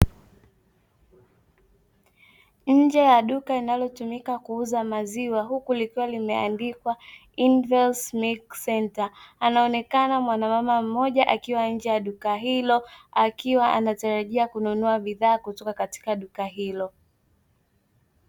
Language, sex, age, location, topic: Swahili, female, 25-35, Dar es Salaam, finance